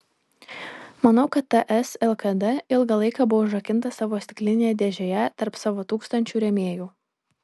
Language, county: Lithuanian, Vilnius